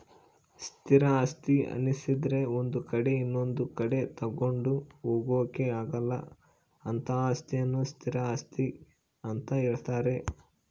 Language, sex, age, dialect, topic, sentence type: Kannada, male, 25-30, Central, banking, statement